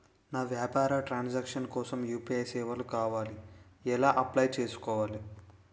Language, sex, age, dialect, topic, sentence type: Telugu, male, 18-24, Utterandhra, banking, question